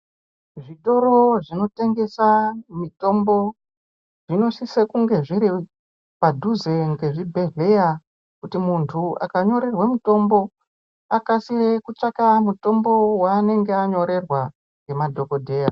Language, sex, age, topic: Ndau, male, 25-35, health